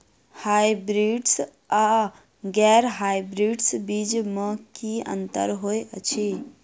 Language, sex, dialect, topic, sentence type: Maithili, female, Southern/Standard, agriculture, question